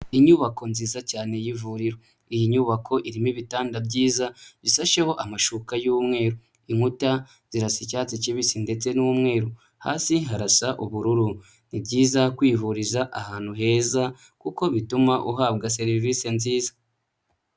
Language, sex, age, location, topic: Kinyarwanda, male, 25-35, Huye, health